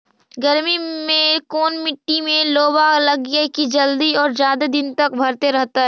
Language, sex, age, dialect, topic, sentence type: Magahi, female, 51-55, Central/Standard, agriculture, question